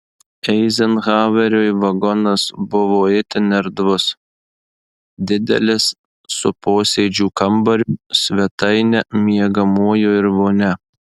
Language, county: Lithuanian, Marijampolė